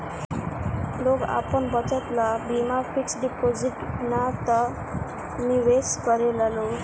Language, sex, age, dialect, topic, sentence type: Bhojpuri, female, 18-24, Southern / Standard, banking, statement